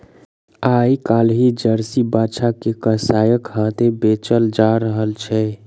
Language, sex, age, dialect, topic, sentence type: Maithili, male, 41-45, Southern/Standard, agriculture, statement